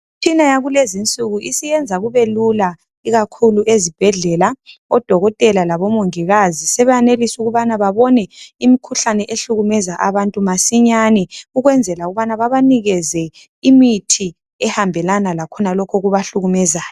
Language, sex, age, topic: North Ndebele, male, 25-35, health